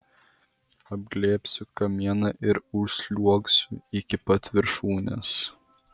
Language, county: Lithuanian, Vilnius